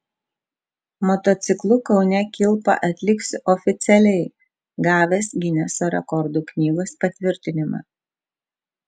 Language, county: Lithuanian, Vilnius